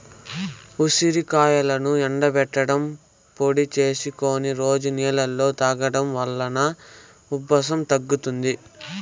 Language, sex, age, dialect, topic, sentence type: Telugu, male, 18-24, Southern, agriculture, statement